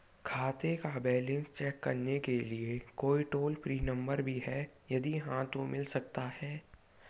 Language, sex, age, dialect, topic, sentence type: Hindi, male, 18-24, Garhwali, banking, question